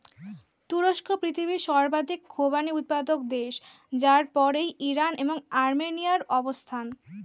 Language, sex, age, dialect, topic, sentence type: Bengali, female, <18, Standard Colloquial, agriculture, statement